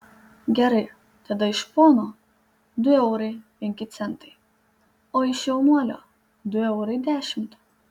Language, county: Lithuanian, Panevėžys